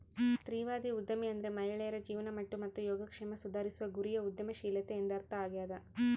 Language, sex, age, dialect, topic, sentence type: Kannada, female, 31-35, Central, banking, statement